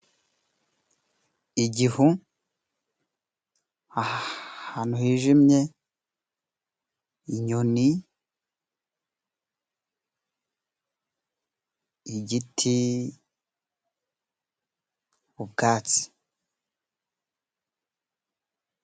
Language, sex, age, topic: Kinyarwanda, male, 18-24, agriculture